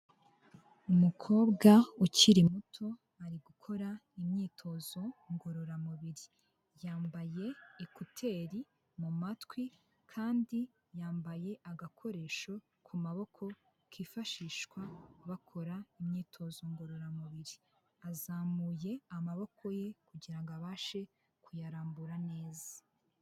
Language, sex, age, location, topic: Kinyarwanda, female, 18-24, Huye, health